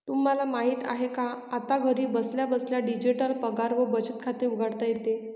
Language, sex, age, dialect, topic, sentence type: Marathi, female, 56-60, Northern Konkan, banking, statement